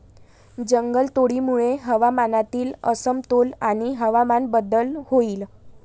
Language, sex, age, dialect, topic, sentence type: Marathi, female, 18-24, Varhadi, agriculture, statement